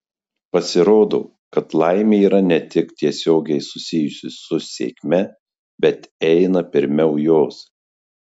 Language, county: Lithuanian, Marijampolė